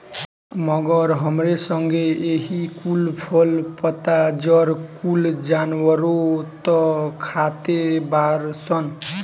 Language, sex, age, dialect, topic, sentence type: Bhojpuri, male, 18-24, Southern / Standard, agriculture, statement